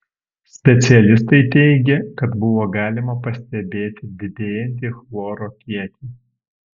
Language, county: Lithuanian, Alytus